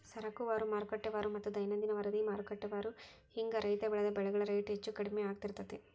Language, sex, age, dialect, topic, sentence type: Kannada, female, 18-24, Dharwad Kannada, agriculture, statement